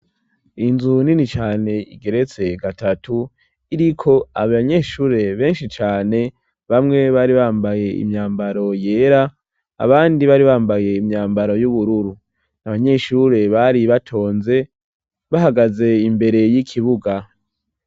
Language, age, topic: Rundi, 18-24, education